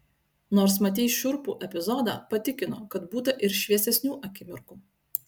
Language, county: Lithuanian, Utena